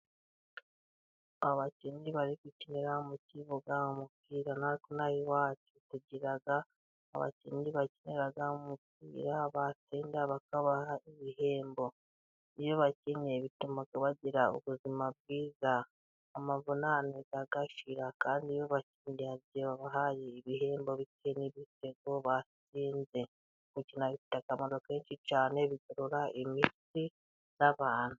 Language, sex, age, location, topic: Kinyarwanda, female, 36-49, Burera, government